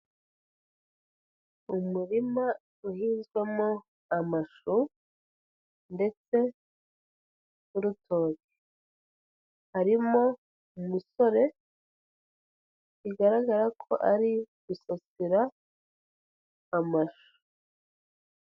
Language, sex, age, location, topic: Kinyarwanda, female, 18-24, Huye, agriculture